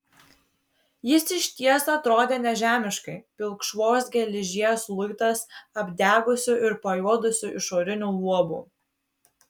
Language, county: Lithuanian, Vilnius